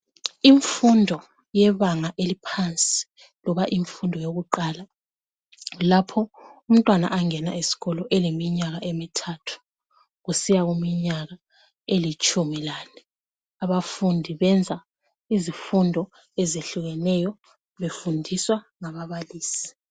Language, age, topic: North Ndebele, 36-49, education